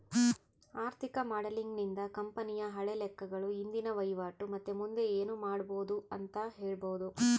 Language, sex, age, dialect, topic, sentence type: Kannada, female, 31-35, Central, banking, statement